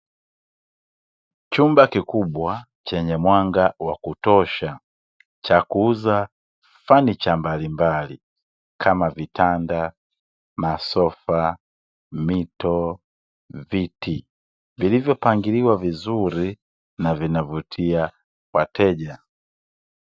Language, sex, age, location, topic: Swahili, male, 25-35, Dar es Salaam, finance